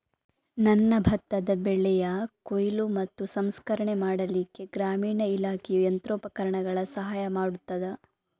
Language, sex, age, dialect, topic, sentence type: Kannada, female, 25-30, Coastal/Dakshin, agriculture, question